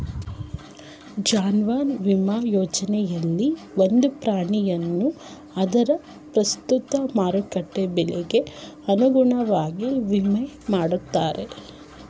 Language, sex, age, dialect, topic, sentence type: Kannada, female, 31-35, Mysore Kannada, agriculture, statement